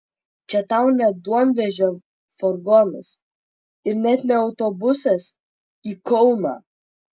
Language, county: Lithuanian, Vilnius